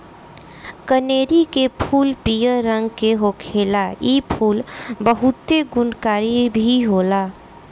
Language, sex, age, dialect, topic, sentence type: Bhojpuri, female, 25-30, Southern / Standard, agriculture, statement